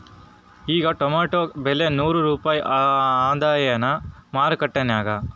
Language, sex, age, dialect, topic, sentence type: Kannada, female, 25-30, Northeastern, agriculture, question